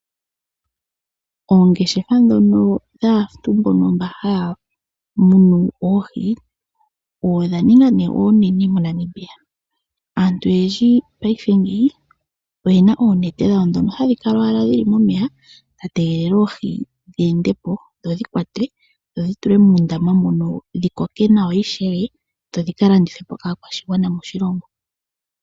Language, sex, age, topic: Oshiwambo, female, 18-24, agriculture